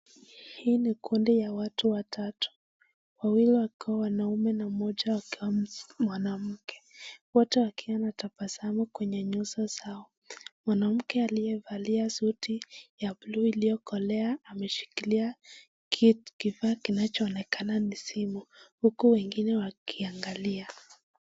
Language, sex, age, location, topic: Swahili, female, 25-35, Nakuru, finance